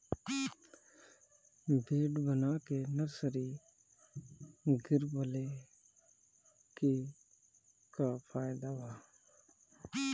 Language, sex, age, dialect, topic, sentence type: Bhojpuri, male, 31-35, Northern, agriculture, question